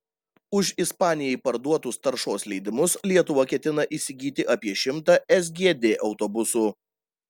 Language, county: Lithuanian, Panevėžys